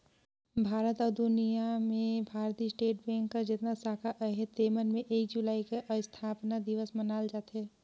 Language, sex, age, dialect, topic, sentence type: Chhattisgarhi, female, 18-24, Northern/Bhandar, banking, statement